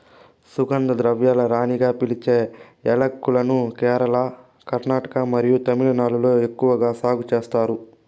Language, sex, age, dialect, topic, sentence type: Telugu, female, 18-24, Southern, agriculture, statement